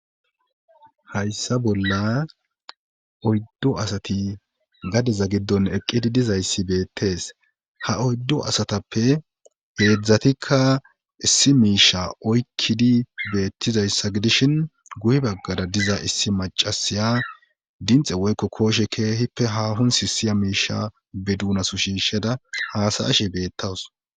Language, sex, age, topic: Gamo, male, 18-24, government